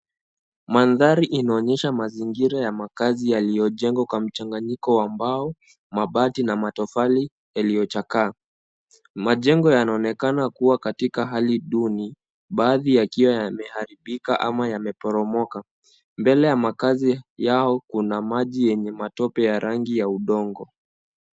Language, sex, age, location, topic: Swahili, male, 18-24, Kisumu, health